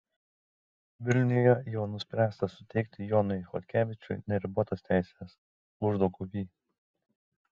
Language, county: Lithuanian, Šiauliai